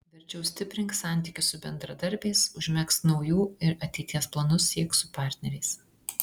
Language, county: Lithuanian, Vilnius